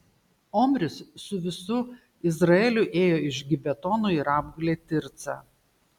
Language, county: Lithuanian, Šiauliai